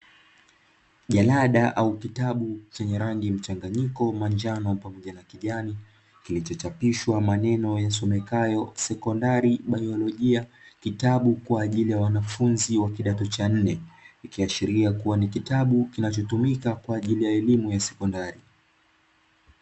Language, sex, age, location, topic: Swahili, male, 18-24, Dar es Salaam, education